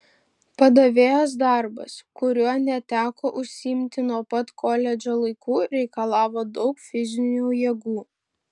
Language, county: Lithuanian, Šiauliai